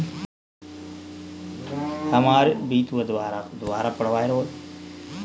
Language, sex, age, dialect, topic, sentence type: Hindi, male, 25-30, Kanauji Braj Bhasha, banking, statement